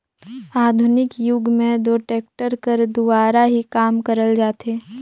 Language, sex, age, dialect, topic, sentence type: Chhattisgarhi, female, 18-24, Northern/Bhandar, agriculture, statement